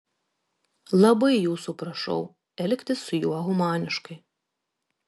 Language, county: Lithuanian, Kaunas